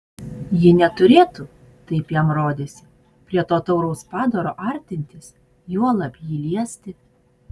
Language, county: Lithuanian, Utena